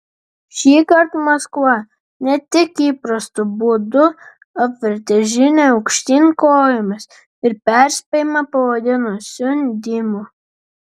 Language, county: Lithuanian, Vilnius